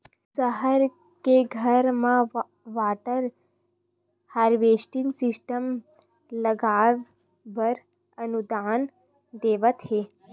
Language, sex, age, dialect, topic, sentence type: Chhattisgarhi, female, 18-24, Western/Budati/Khatahi, agriculture, statement